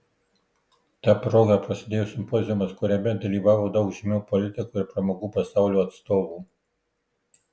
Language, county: Lithuanian, Marijampolė